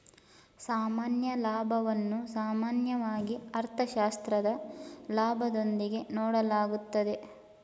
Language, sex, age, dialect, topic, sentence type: Kannada, female, 18-24, Mysore Kannada, banking, statement